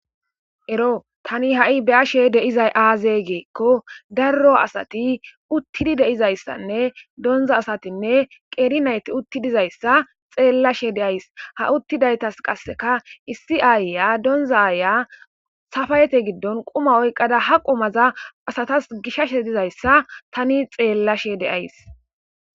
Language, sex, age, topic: Gamo, male, 18-24, government